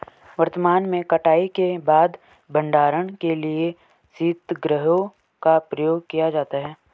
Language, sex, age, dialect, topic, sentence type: Hindi, male, 18-24, Garhwali, agriculture, statement